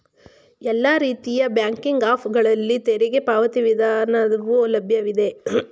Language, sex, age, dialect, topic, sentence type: Kannada, female, 36-40, Mysore Kannada, banking, statement